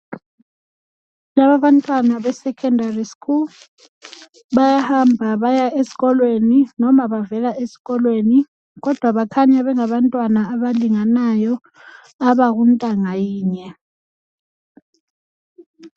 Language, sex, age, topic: North Ndebele, female, 25-35, education